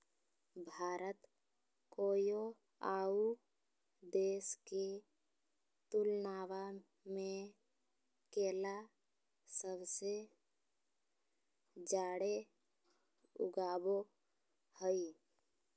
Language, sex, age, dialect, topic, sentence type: Magahi, female, 60-100, Southern, agriculture, statement